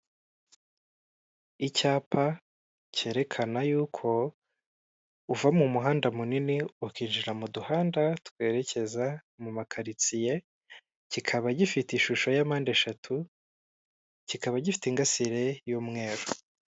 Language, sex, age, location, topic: Kinyarwanda, male, 18-24, Kigali, government